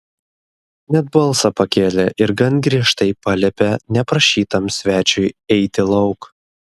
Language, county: Lithuanian, Klaipėda